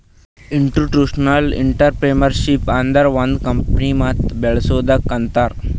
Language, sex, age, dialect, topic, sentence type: Kannada, male, 18-24, Northeastern, banking, statement